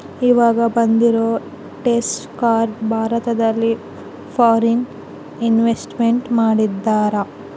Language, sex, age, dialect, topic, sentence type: Kannada, female, 18-24, Central, banking, statement